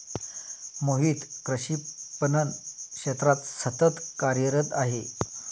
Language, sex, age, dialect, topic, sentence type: Marathi, male, 31-35, Standard Marathi, agriculture, statement